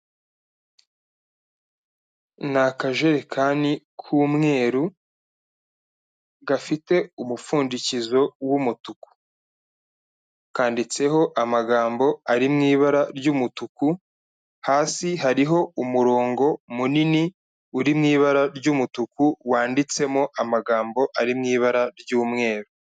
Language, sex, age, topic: Kinyarwanda, male, 25-35, health